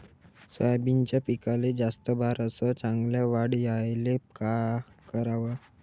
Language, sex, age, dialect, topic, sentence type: Marathi, male, 18-24, Varhadi, agriculture, question